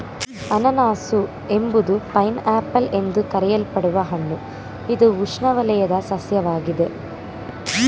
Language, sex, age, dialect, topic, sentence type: Kannada, female, 18-24, Mysore Kannada, agriculture, statement